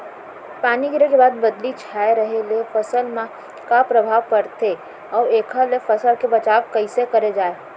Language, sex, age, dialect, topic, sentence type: Chhattisgarhi, female, 18-24, Central, agriculture, question